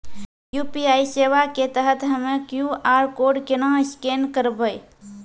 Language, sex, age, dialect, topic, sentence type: Maithili, female, 18-24, Angika, banking, question